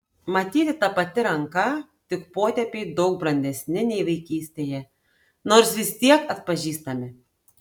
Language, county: Lithuanian, Tauragė